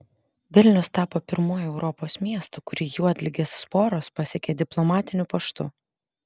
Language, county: Lithuanian, Vilnius